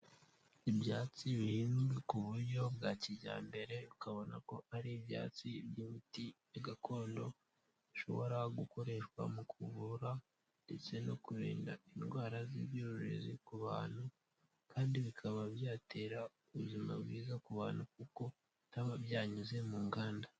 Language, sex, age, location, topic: Kinyarwanda, male, 18-24, Kigali, health